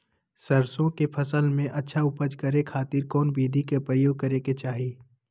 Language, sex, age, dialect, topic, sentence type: Magahi, male, 18-24, Southern, agriculture, question